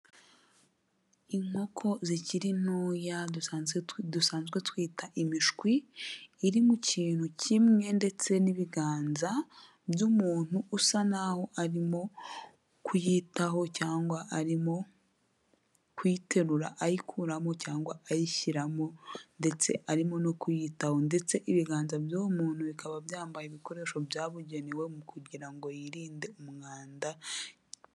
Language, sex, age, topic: Kinyarwanda, female, 18-24, agriculture